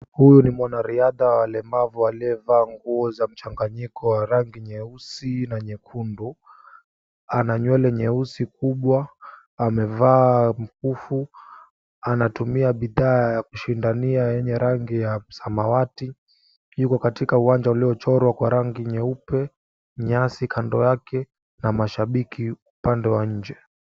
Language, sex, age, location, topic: Swahili, male, 18-24, Mombasa, education